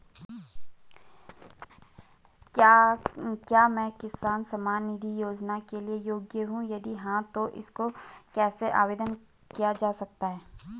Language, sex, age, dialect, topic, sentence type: Hindi, female, 25-30, Garhwali, banking, question